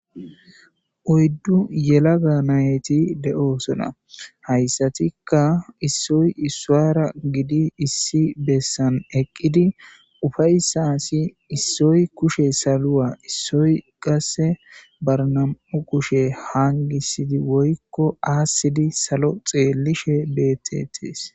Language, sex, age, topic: Gamo, male, 25-35, government